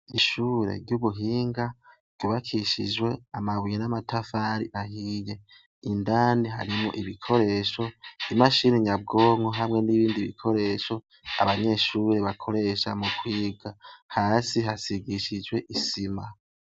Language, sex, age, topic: Rundi, male, 18-24, education